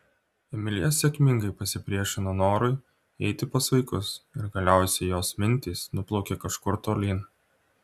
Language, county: Lithuanian, Klaipėda